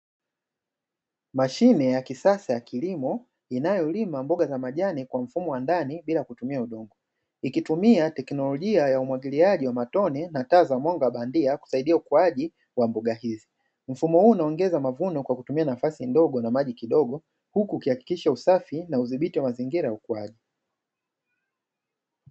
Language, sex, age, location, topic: Swahili, male, 36-49, Dar es Salaam, agriculture